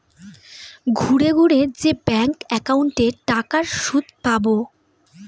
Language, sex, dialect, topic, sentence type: Bengali, female, Northern/Varendri, banking, statement